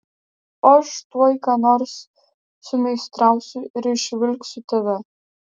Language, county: Lithuanian, Vilnius